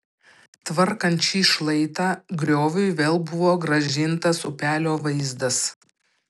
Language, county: Lithuanian, Panevėžys